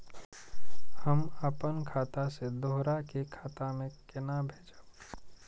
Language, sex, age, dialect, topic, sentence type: Maithili, male, 36-40, Eastern / Thethi, banking, question